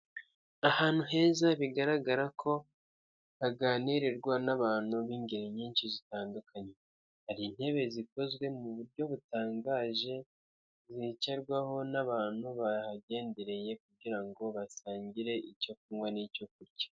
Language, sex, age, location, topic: Kinyarwanda, male, 50+, Kigali, finance